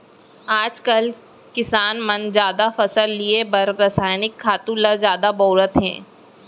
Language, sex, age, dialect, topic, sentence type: Chhattisgarhi, female, 18-24, Central, banking, statement